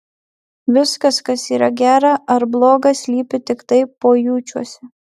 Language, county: Lithuanian, Marijampolė